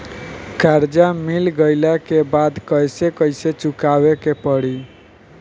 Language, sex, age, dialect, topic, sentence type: Bhojpuri, male, 31-35, Southern / Standard, banking, question